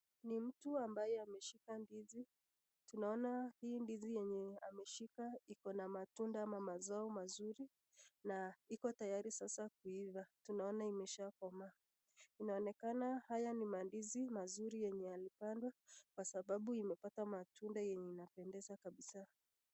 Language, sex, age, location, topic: Swahili, female, 25-35, Nakuru, agriculture